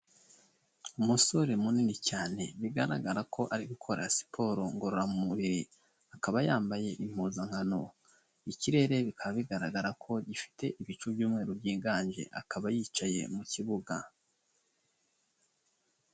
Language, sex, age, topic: Kinyarwanda, male, 25-35, health